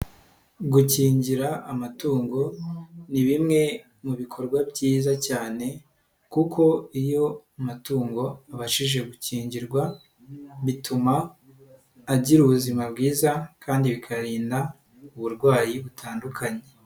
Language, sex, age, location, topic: Kinyarwanda, male, 18-24, Nyagatare, agriculture